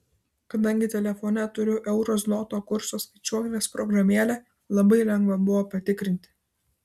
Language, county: Lithuanian, Vilnius